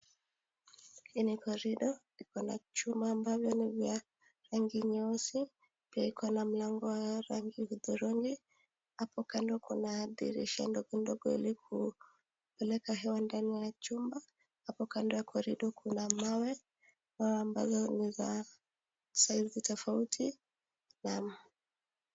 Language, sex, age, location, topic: Swahili, female, 18-24, Nakuru, education